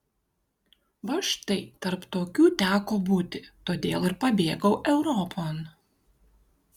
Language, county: Lithuanian, Kaunas